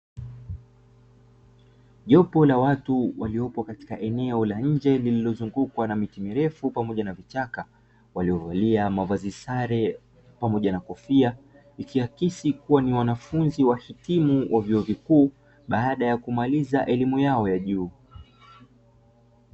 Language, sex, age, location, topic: Swahili, male, 25-35, Dar es Salaam, education